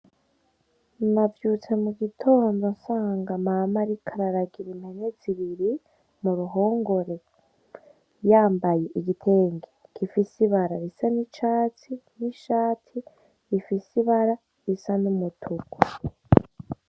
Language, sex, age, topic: Rundi, female, 18-24, agriculture